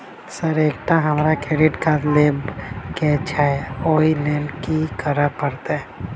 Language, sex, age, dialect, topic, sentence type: Maithili, male, 18-24, Southern/Standard, banking, question